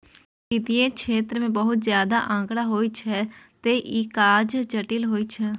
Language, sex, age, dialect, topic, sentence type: Maithili, female, 18-24, Eastern / Thethi, banking, statement